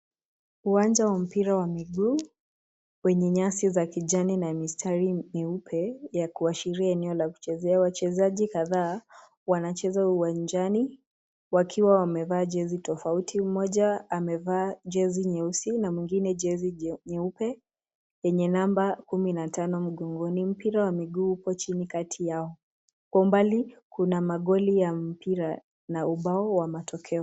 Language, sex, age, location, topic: Swahili, female, 18-24, Nairobi, education